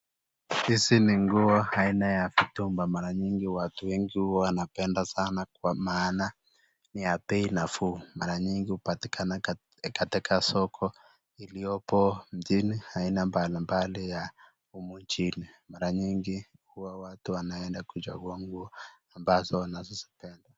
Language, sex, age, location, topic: Swahili, male, 25-35, Nakuru, finance